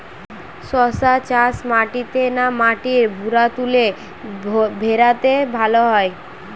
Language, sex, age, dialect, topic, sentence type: Bengali, female, 18-24, Western, agriculture, question